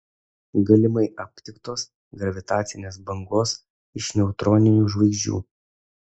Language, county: Lithuanian, Kaunas